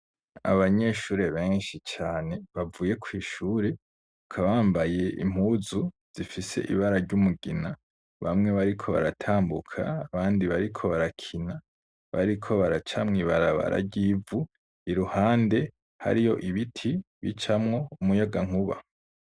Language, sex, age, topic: Rundi, male, 18-24, education